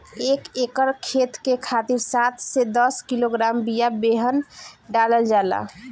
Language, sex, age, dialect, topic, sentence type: Bhojpuri, female, 18-24, Northern, agriculture, question